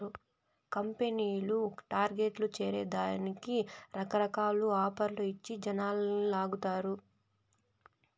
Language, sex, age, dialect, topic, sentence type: Telugu, female, 18-24, Southern, banking, statement